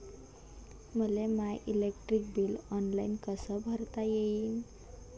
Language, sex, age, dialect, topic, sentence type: Marathi, female, 18-24, Varhadi, banking, question